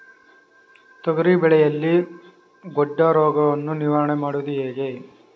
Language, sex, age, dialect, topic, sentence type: Kannada, male, 41-45, Mysore Kannada, agriculture, question